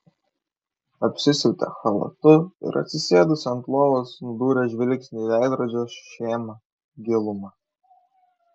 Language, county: Lithuanian, Kaunas